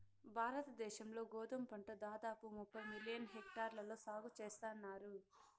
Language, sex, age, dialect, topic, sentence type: Telugu, female, 60-100, Southern, agriculture, statement